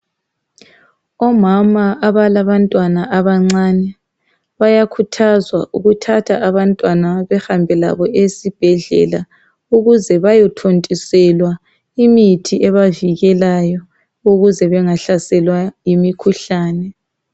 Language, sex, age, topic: North Ndebele, male, 36-49, health